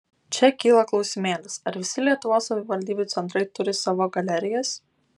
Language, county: Lithuanian, Vilnius